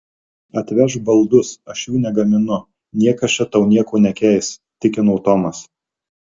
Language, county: Lithuanian, Marijampolė